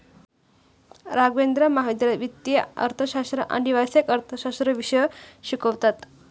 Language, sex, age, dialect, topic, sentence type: Marathi, female, 18-24, Standard Marathi, banking, statement